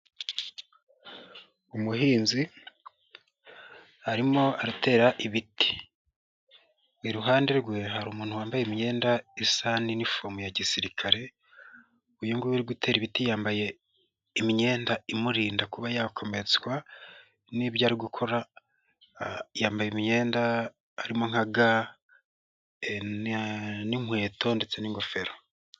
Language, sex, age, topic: Kinyarwanda, male, 18-24, agriculture